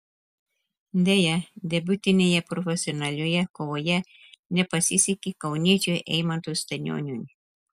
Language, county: Lithuanian, Telšiai